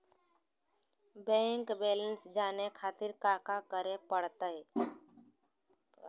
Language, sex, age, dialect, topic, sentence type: Magahi, female, 60-100, Southern, banking, question